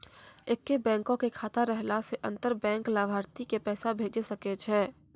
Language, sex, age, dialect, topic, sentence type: Maithili, female, 46-50, Angika, banking, statement